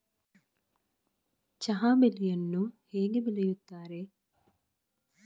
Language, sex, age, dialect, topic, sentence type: Kannada, female, 25-30, Coastal/Dakshin, agriculture, question